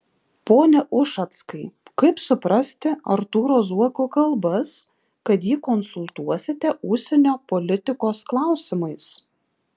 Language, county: Lithuanian, Šiauliai